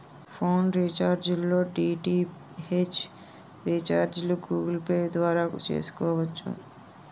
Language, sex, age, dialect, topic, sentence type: Telugu, female, 41-45, Utterandhra, banking, statement